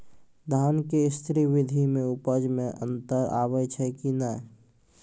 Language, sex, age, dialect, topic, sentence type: Maithili, male, 18-24, Angika, agriculture, question